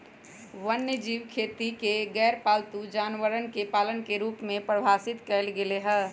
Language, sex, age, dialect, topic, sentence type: Magahi, female, 56-60, Western, agriculture, statement